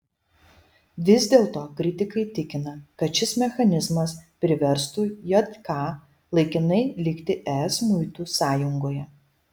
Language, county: Lithuanian, Šiauliai